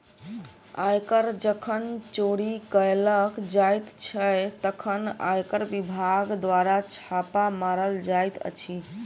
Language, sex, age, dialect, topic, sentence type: Maithili, female, 18-24, Southern/Standard, banking, statement